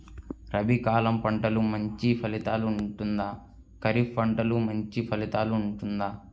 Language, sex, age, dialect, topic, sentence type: Telugu, male, 18-24, Central/Coastal, agriculture, question